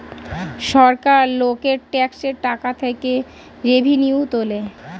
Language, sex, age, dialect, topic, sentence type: Bengali, female, 31-35, Standard Colloquial, banking, statement